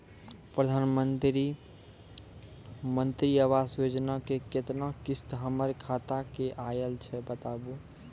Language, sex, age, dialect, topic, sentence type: Maithili, male, 18-24, Angika, banking, question